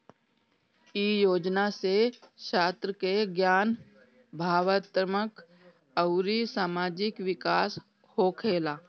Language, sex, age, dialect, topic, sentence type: Bhojpuri, female, 36-40, Northern, agriculture, statement